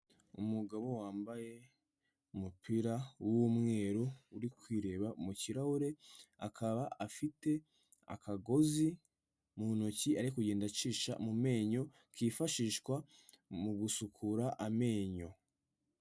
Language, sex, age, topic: Kinyarwanda, male, 18-24, health